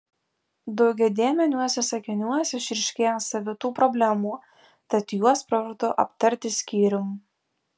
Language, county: Lithuanian, Alytus